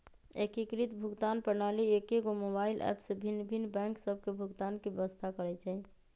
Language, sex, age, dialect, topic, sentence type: Magahi, female, 25-30, Western, banking, statement